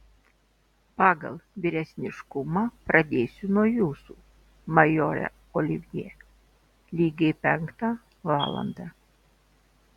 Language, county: Lithuanian, Telšiai